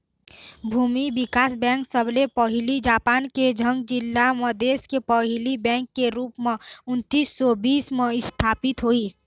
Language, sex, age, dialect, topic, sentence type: Chhattisgarhi, female, 18-24, Eastern, banking, statement